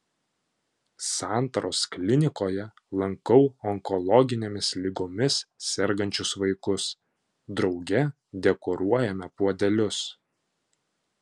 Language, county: Lithuanian, Panevėžys